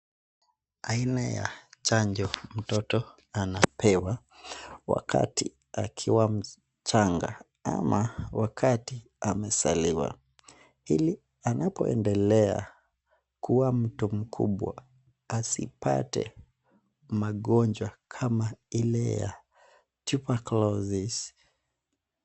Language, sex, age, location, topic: Swahili, male, 25-35, Nakuru, health